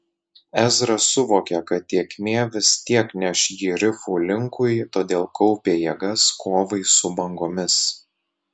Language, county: Lithuanian, Telšiai